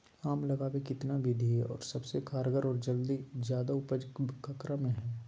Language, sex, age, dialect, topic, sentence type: Magahi, male, 18-24, Southern, agriculture, question